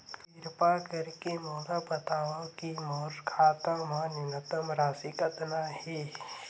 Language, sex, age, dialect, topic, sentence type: Chhattisgarhi, male, 18-24, Western/Budati/Khatahi, banking, statement